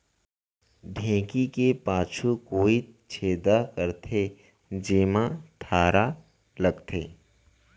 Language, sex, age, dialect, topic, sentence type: Chhattisgarhi, male, 25-30, Central, agriculture, statement